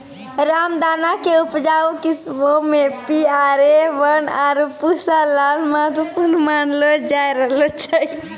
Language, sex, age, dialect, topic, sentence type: Maithili, female, 18-24, Angika, agriculture, statement